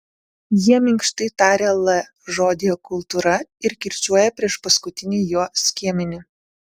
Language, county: Lithuanian, Vilnius